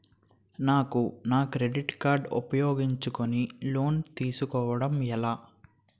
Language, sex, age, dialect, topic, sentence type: Telugu, male, 18-24, Utterandhra, banking, question